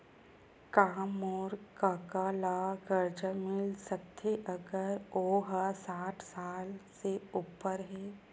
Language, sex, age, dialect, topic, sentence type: Chhattisgarhi, female, 25-30, Western/Budati/Khatahi, banking, statement